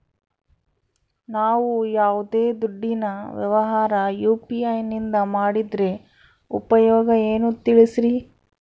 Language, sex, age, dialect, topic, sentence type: Kannada, male, 31-35, Central, banking, question